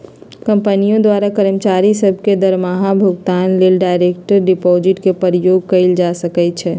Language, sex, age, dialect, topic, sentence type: Magahi, female, 41-45, Western, banking, statement